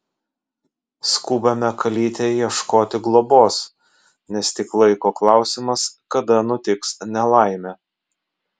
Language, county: Lithuanian, Vilnius